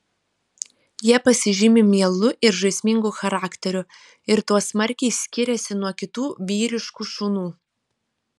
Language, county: Lithuanian, Panevėžys